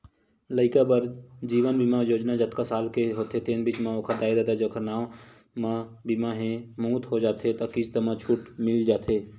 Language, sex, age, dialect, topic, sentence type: Chhattisgarhi, male, 18-24, Western/Budati/Khatahi, banking, statement